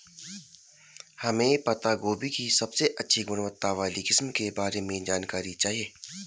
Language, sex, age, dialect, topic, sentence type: Hindi, male, 31-35, Garhwali, agriculture, question